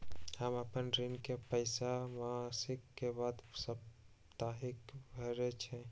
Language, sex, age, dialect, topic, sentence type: Magahi, male, 18-24, Western, banking, statement